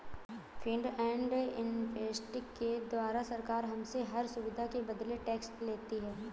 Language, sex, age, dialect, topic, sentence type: Hindi, female, 25-30, Awadhi Bundeli, banking, statement